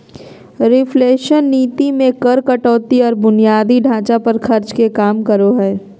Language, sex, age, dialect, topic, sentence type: Magahi, female, 36-40, Southern, banking, statement